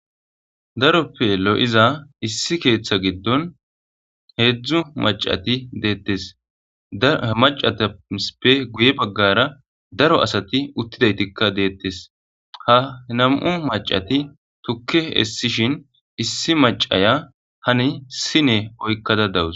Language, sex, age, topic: Gamo, male, 18-24, government